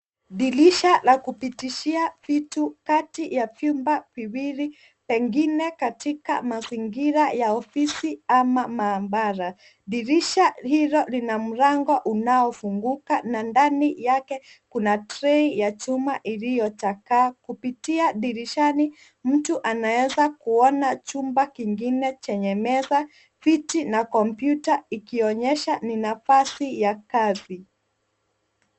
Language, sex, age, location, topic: Swahili, female, 25-35, Nairobi, health